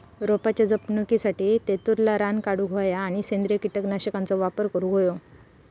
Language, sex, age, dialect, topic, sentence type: Marathi, female, 25-30, Southern Konkan, agriculture, statement